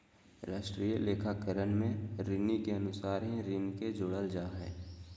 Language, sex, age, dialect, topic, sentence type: Magahi, male, 25-30, Southern, banking, statement